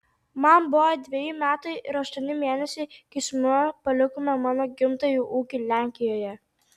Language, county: Lithuanian, Tauragė